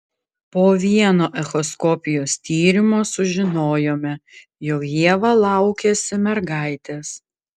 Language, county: Lithuanian, Klaipėda